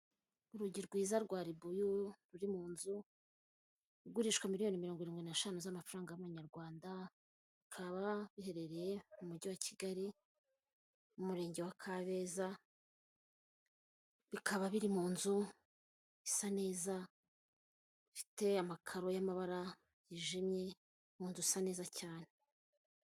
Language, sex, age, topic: Kinyarwanda, female, 25-35, finance